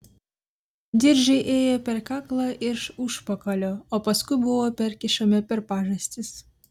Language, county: Lithuanian, Vilnius